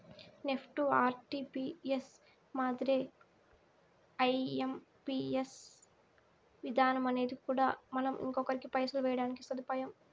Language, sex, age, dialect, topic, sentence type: Telugu, female, 18-24, Southern, banking, statement